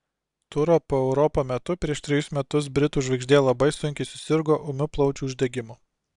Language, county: Lithuanian, Alytus